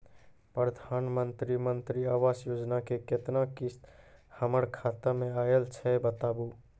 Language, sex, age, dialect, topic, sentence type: Maithili, male, 25-30, Angika, banking, question